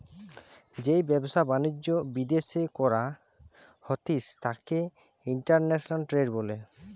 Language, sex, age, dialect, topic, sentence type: Bengali, male, 25-30, Western, banking, statement